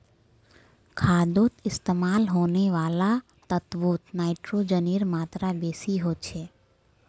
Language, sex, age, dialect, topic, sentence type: Magahi, female, 25-30, Northeastern/Surjapuri, agriculture, statement